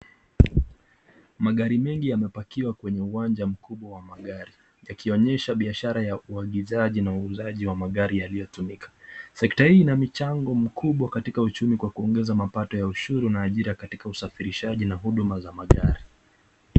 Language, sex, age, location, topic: Swahili, male, 25-35, Nakuru, finance